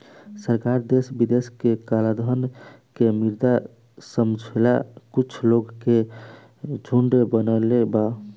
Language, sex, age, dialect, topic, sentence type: Bhojpuri, male, 18-24, Southern / Standard, banking, statement